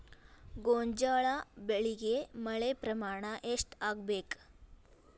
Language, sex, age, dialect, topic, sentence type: Kannada, female, 18-24, Dharwad Kannada, agriculture, question